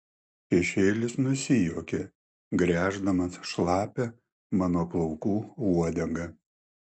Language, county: Lithuanian, Klaipėda